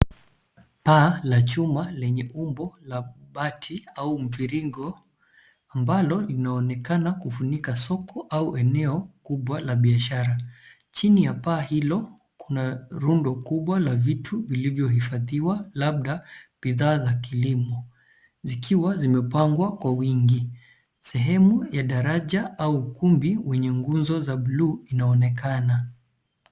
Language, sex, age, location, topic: Swahili, male, 25-35, Nairobi, finance